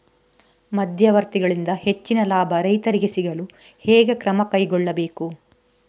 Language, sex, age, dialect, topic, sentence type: Kannada, female, 31-35, Coastal/Dakshin, agriculture, question